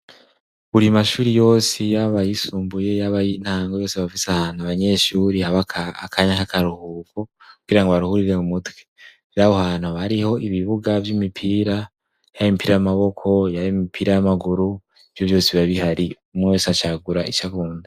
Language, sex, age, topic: Rundi, male, 18-24, education